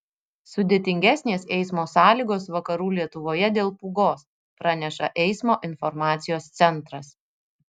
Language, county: Lithuanian, Vilnius